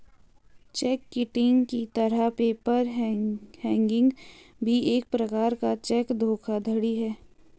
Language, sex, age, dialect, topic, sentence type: Hindi, female, 18-24, Garhwali, banking, statement